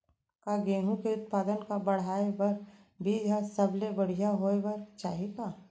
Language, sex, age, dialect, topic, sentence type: Chhattisgarhi, female, 31-35, Central, agriculture, question